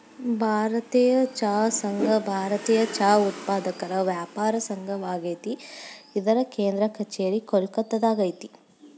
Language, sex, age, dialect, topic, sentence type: Kannada, female, 18-24, Dharwad Kannada, agriculture, statement